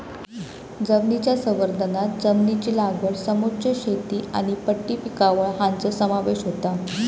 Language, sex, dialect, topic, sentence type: Marathi, female, Southern Konkan, agriculture, statement